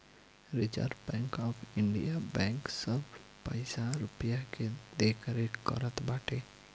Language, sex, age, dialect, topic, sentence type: Bhojpuri, male, 60-100, Northern, banking, statement